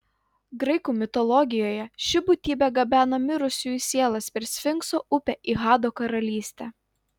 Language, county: Lithuanian, Utena